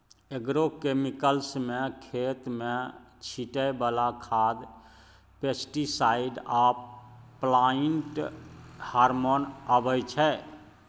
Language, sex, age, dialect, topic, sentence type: Maithili, male, 46-50, Bajjika, agriculture, statement